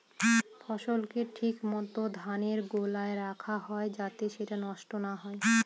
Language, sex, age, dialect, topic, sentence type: Bengali, female, 25-30, Northern/Varendri, agriculture, statement